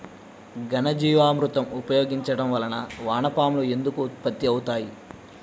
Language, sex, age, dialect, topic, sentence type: Telugu, male, 18-24, Central/Coastal, agriculture, question